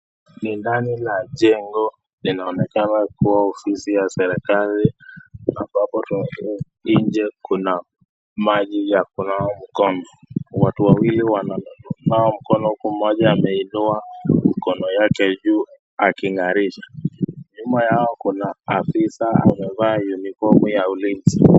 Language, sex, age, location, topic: Swahili, male, 25-35, Nakuru, health